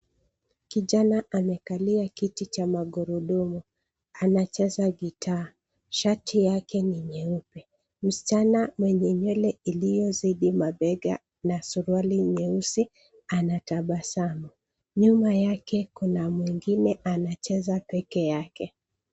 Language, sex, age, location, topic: Swahili, female, 36-49, Nairobi, education